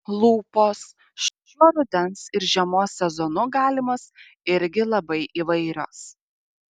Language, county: Lithuanian, Šiauliai